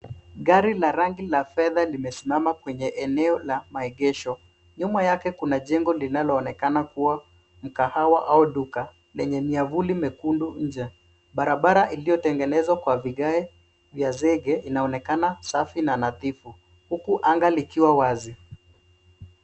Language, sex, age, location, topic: Swahili, male, 25-35, Nairobi, finance